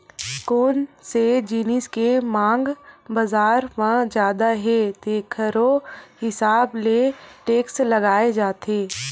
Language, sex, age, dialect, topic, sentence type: Chhattisgarhi, female, 18-24, Western/Budati/Khatahi, banking, statement